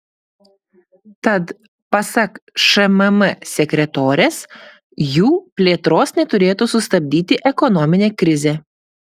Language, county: Lithuanian, Klaipėda